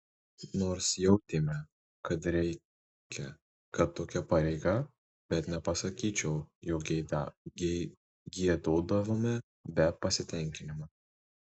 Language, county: Lithuanian, Tauragė